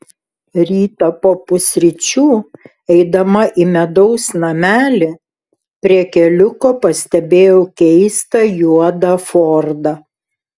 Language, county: Lithuanian, Šiauliai